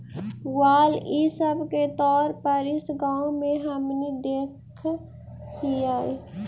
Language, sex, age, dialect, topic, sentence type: Magahi, female, 18-24, Central/Standard, agriculture, statement